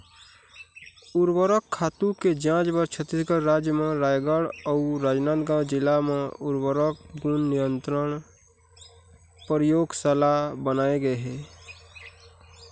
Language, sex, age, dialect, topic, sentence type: Chhattisgarhi, male, 41-45, Eastern, agriculture, statement